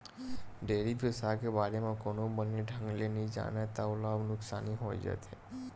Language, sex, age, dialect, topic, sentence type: Chhattisgarhi, male, 18-24, Western/Budati/Khatahi, agriculture, statement